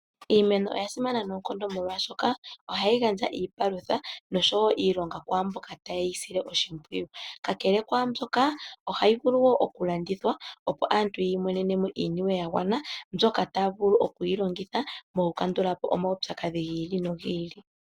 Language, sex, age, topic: Oshiwambo, female, 18-24, agriculture